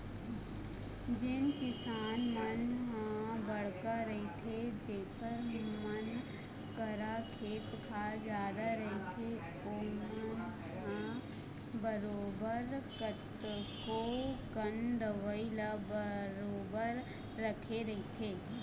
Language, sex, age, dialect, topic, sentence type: Chhattisgarhi, male, 25-30, Eastern, agriculture, statement